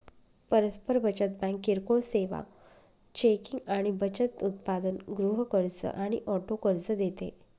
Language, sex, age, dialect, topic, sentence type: Marathi, female, 25-30, Northern Konkan, banking, statement